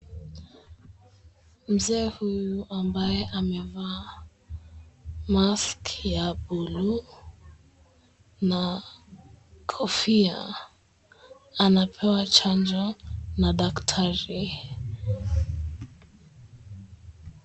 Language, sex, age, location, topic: Swahili, female, 18-24, Mombasa, health